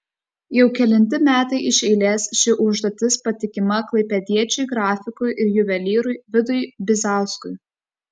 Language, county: Lithuanian, Kaunas